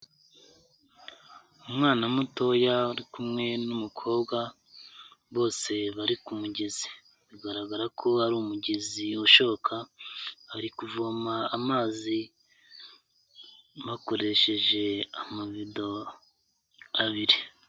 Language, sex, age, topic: Kinyarwanda, male, 25-35, health